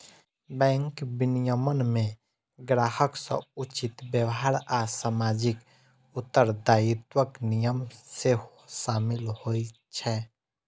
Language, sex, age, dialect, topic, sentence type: Maithili, female, 18-24, Eastern / Thethi, banking, statement